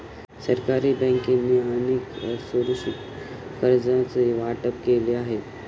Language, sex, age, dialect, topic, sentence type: Marathi, male, 18-24, Standard Marathi, banking, statement